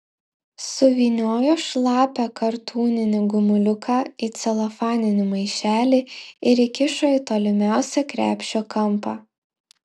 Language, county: Lithuanian, Klaipėda